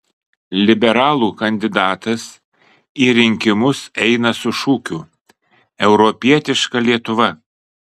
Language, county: Lithuanian, Kaunas